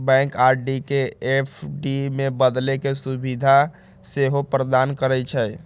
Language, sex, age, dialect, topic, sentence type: Magahi, male, 18-24, Western, banking, statement